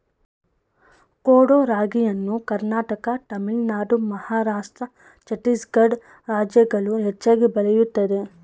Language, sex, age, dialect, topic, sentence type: Kannada, female, 25-30, Mysore Kannada, agriculture, statement